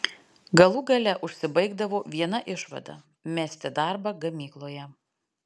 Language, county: Lithuanian, Alytus